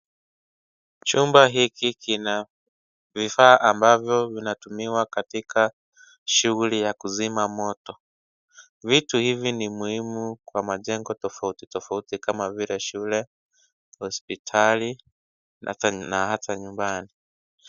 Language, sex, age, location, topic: Swahili, male, 25-35, Kisii, education